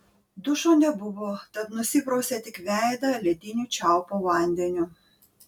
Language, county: Lithuanian, Panevėžys